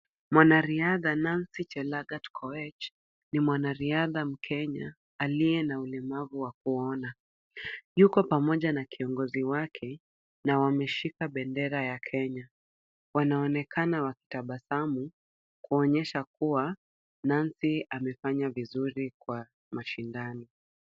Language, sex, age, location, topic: Swahili, female, 25-35, Kisumu, education